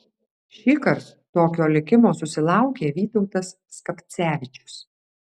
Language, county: Lithuanian, Alytus